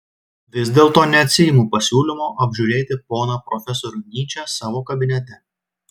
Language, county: Lithuanian, Klaipėda